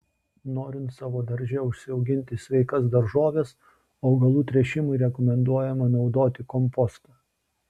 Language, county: Lithuanian, Šiauliai